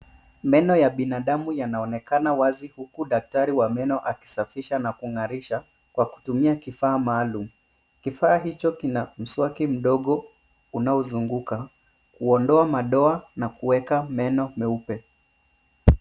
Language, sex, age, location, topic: Swahili, male, 25-35, Nairobi, health